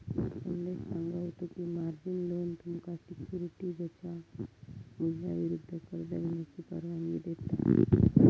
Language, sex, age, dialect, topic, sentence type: Marathi, female, 25-30, Southern Konkan, banking, statement